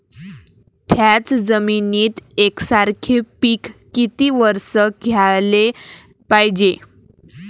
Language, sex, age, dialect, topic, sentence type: Marathi, female, 18-24, Varhadi, agriculture, question